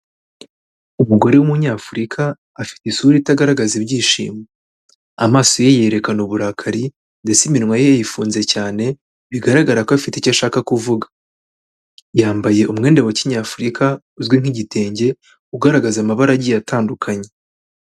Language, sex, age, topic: Kinyarwanda, male, 18-24, health